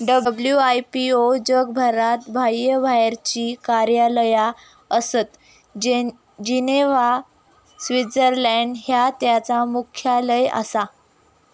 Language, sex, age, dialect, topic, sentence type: Marathi, female, 18-24, Southern Konkan, banking, statement